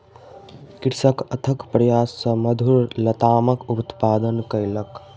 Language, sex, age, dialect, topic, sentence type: Maithili, male, 18-24, Southern/Standard, agriculture, statement